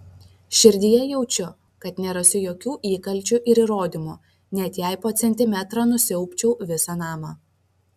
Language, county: Lithuanian, Vilnius